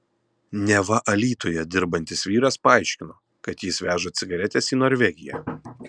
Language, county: Lithuanian, Kaunas